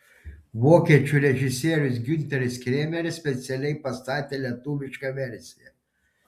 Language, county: Lithuanian, Panevėžys